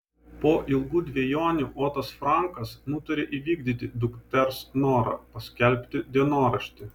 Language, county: Lithuanian, Vilnius